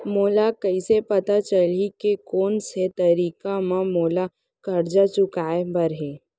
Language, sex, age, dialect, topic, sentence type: Chhattisgarhi, female, 18-24, Central, banking, question